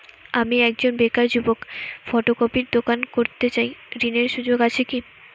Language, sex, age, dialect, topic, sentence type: Bengali, female, 18-24, Northern/Varendri, banking, question